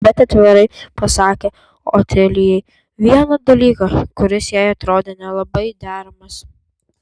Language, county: Lithuanian, Vilnius